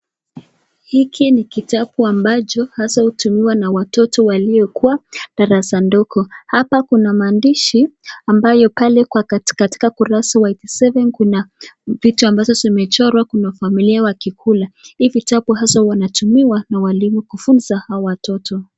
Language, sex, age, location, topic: Swahili, female, 18-24, Nakuru, education